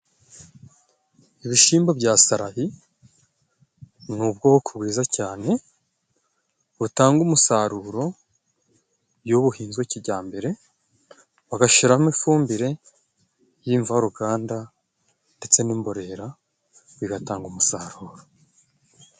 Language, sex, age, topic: Kinyarwanda, male, 25-35, agriculture